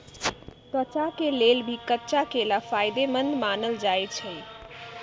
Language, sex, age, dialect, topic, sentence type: Magahi, female, 31-35, Western, agriculture, statement